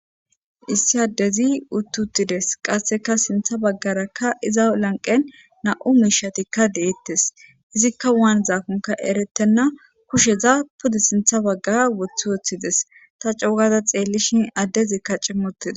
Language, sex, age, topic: Gamo, female, 25-35, government